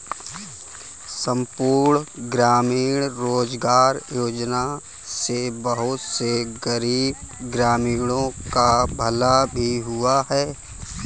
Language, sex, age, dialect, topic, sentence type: Hindi, male, 18-24, Kanauji Braj Bhasha, banking, statement